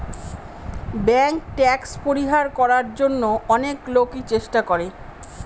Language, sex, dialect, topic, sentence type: Bengali, female, Northern/Varendri, banking, statement